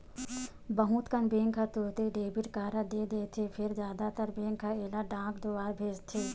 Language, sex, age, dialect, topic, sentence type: Chhattisgarhi, female, 25-30, Western/Budati/Khatahi, banking, statement